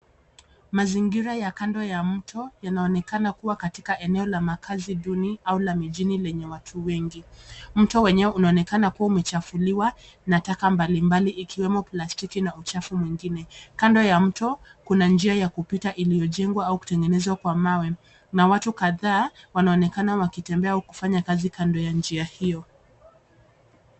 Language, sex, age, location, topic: Swahili, female, 25-35, Nairobi, government